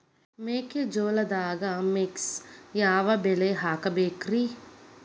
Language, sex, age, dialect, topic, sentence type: Kannada, female, 18-24, Dharwad Kannada, agriculture, question